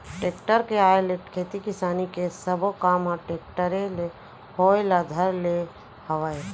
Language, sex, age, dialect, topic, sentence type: Chhattisgarhi, female, 41-45, Central, agriculture, statement